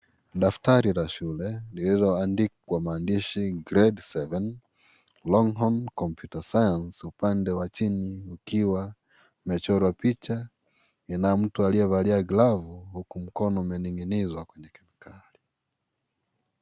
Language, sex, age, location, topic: Swahili, male, 25-35, Kisii, education